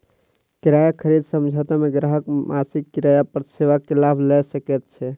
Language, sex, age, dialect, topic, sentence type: Maithili, male, 60-100, Southern/Standard, banking, statement